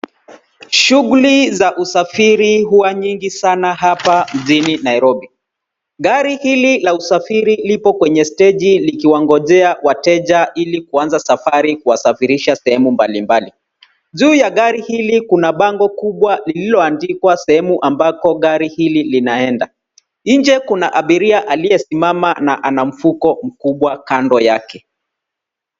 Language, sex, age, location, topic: Swahili, male, 36-49, Nairobi, government